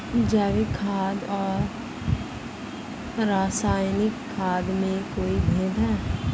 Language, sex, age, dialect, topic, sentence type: Hindi, female, 31-35, Marwari Dhudhari, agriculture, question